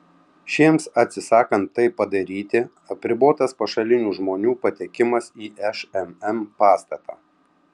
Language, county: Lithuanian, Tauragė